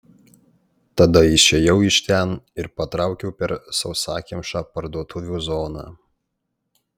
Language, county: Lithuanian, Panevėžys